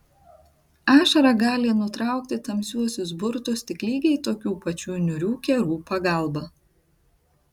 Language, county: Lithuanian, Tauragė